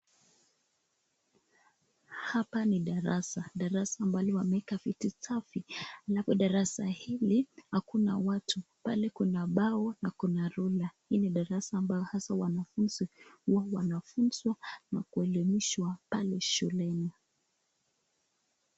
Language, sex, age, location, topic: Swahili, female, 25-35, Nakuru, education